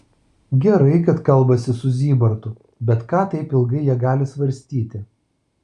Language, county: Lithuanian, Vilnius